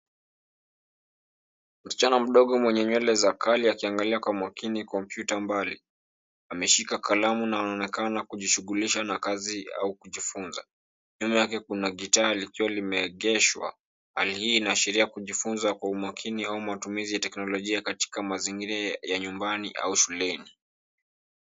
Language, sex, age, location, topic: Swahili, male, 18-24, Nairobi, education